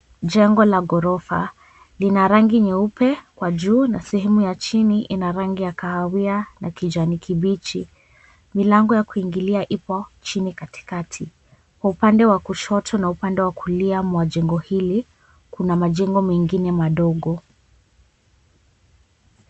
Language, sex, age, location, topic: Swahili, female, 18-24, Mombasa, government